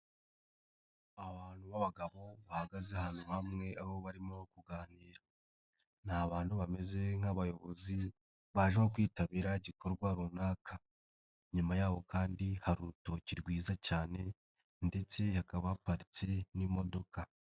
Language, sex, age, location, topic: Kinyarwanda, male, 25-35, Nyagatare, government